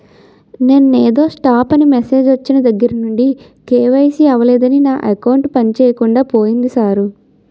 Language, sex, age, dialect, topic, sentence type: Telugu, female, 25-30, Utterandhra, banking, statement